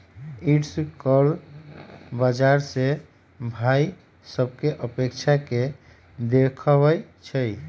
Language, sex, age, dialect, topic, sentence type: Magahi, male, 18-24, Western, banking, statement